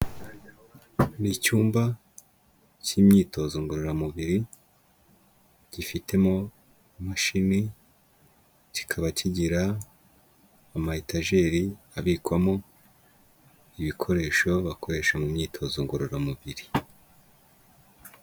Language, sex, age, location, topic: Kinyarwanda, male, 25-35, Kigali, health